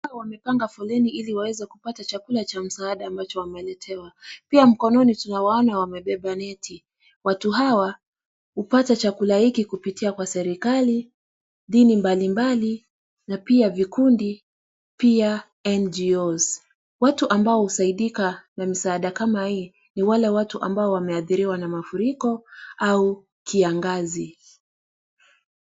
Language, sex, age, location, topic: Swahili, female, 25-35, Kisii, health